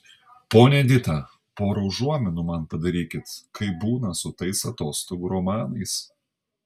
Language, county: Lithuanian, Panevėžys